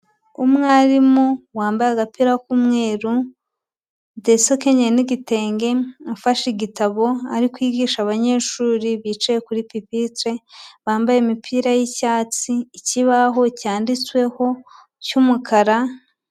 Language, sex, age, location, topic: Kinyarwanda, female, 25-35, Huye, education